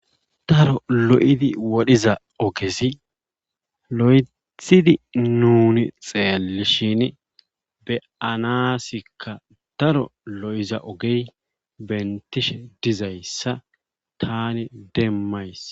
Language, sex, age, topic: Gamo, male, 25-35, government